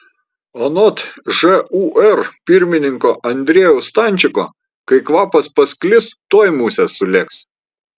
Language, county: Lithuanian, Vilnius